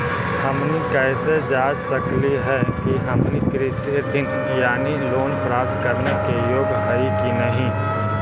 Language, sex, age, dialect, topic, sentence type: Magahi, male, 18-24, Central/Standard, banking, question